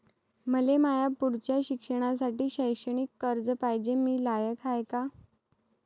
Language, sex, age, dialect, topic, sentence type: Marathi, female, 31-35, Varhadi, banking, statement